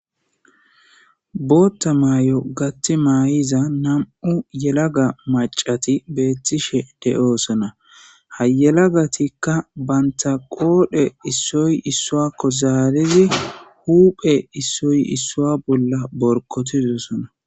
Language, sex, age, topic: Gamo, male, 25-35, government